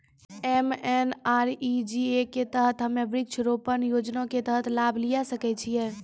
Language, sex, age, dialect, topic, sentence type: Maithili, female, 18-24, Angika, banking, question